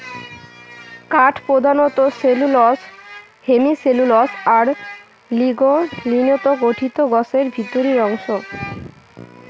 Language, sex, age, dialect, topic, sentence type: Bengali, female, 18-24, Rajbangshi, agriculture, statement